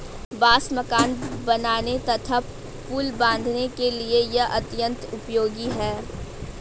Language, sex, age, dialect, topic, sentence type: Hindi, female, 18-24, Hindustani Malvi Khadi Boli, agriculture, statement